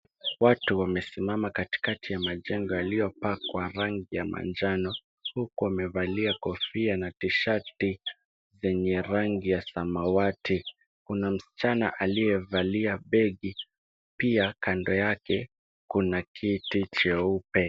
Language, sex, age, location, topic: Swahili, male, 18-24, Kisumu, health